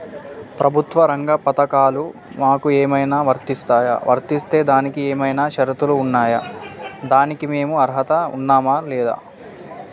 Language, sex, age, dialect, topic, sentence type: Telugu, male, 18-24, Telangana, banking, question